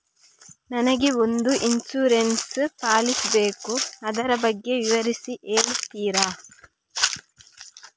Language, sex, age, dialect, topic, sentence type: Kannada, female, 41-45, Coastal/Dakshin, banking, question